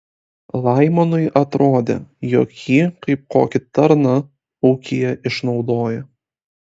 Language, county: Lithuanian, Kaunas